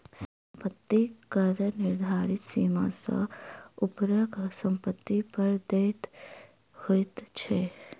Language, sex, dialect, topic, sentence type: Maithili, female, Southern/Standard, banking, statement